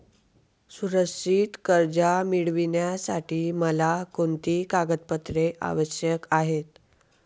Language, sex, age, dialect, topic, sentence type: Marathi, male, 18-24, Northern Konkan, banking, statement